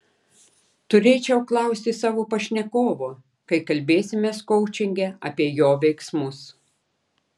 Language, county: Lithuanian, Klaipėda